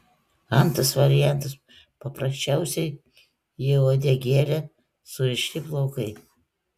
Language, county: Lithuanian, Klaipėda